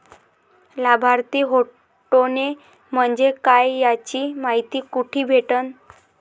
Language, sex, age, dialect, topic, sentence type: Marathi, female, 18-24, Varhadi, banking, question